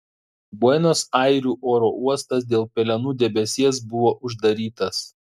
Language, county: Lithuanian, Šiauliai